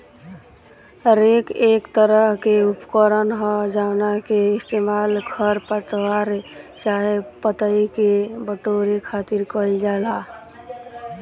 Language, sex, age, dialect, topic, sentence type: Bhojpuri, female, 18-24, Southern / Standard, agriculture, statement